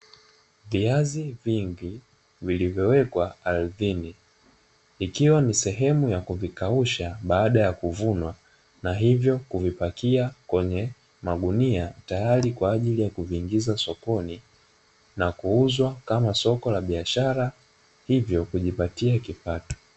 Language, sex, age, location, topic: Swahili, male, 25-35, Dar es Salaam, agriculture